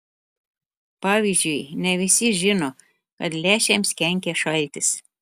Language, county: Lithuanian, Telšiai